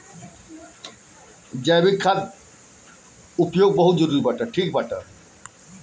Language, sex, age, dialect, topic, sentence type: Bhojpuri, male, 51-55, Northern, agriculture, statement